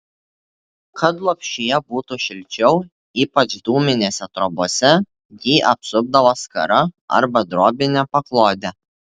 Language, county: Lithuanian, Tauragė